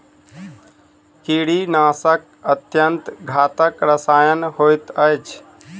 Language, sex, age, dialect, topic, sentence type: Maithili, male, 25-30, Southern/Standard, agriculture, statement